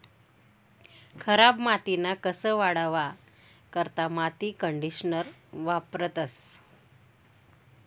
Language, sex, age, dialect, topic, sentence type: Marathi, female, 18-24, Northern Konkan, agriculture, statement